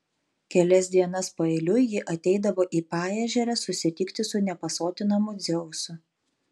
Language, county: Lithuanian, Panevėžys